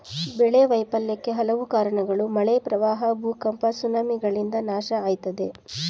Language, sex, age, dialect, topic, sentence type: Kannada, female, 25-30, Mysore Kannada, agriculture, statement